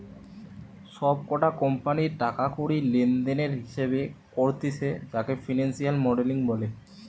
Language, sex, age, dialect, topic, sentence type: Bengali, male, 18-24, Western, banking, statement